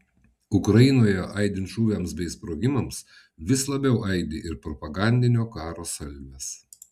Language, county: Lithuanian, Vilnius